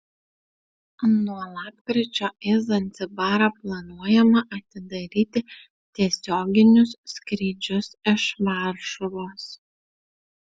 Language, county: Lithuanian, Utena